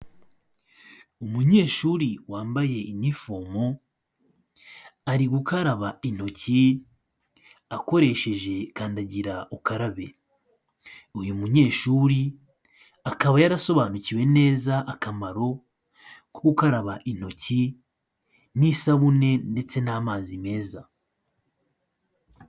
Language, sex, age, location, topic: Kinyarwanda, male, 25-35, Kigali, health